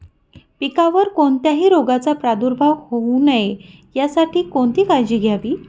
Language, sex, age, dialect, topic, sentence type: Marathi, female, 31-35, Northern Konkan, agriculture, question